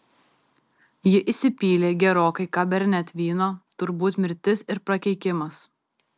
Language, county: Lithuanian, Tauragė